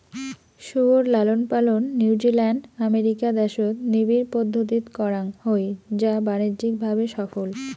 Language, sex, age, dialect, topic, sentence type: Bengali, female, 25-30, Rajbangshi, agriculture, statement